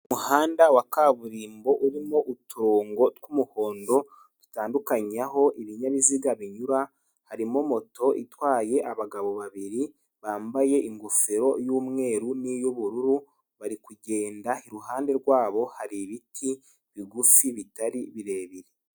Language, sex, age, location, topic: Kinyarwanda, male, 18-24, Nyagatare, finance